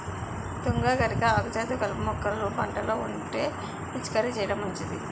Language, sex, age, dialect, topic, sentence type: Telugu, female, 36-40, Utterandhra, agriculture, statement